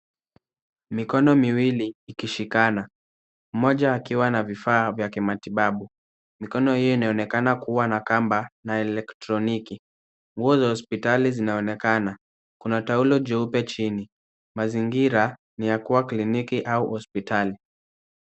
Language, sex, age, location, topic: Swahili, male, 18-24, Kisumu, health